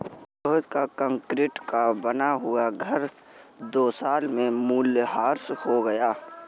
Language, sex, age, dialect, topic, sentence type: Hindi, male, 41-45, Awadhi Bundeli, banking, statement